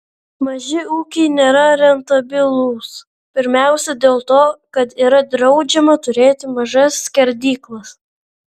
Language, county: Lithuanian, Vilnius